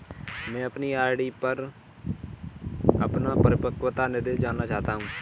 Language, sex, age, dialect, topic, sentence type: Hindi, female, 18-24, Kanauji Braj Bhasha, banking, statement